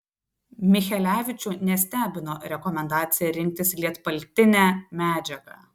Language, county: Lithuanian, Telšiai